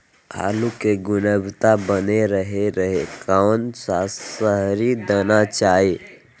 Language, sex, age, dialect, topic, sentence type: Magahi, male, 31-35, Southern, agriculture, question